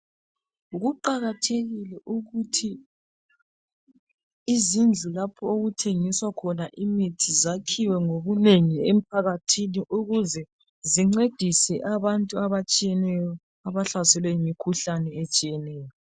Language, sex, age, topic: North Ndebele, female, 36-49, health